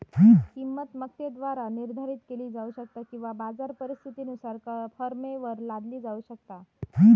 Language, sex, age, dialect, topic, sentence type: Marathi, female, 60-100, Southern Konkan, banking, statement